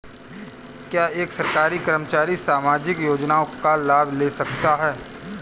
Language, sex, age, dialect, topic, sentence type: Hindi, male, 31-35, Kanauji Braj Bhasha, banking, question